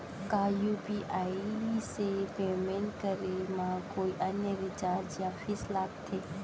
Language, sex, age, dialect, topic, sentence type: Chhattisgarhi, female, 25-30, Central, banking, question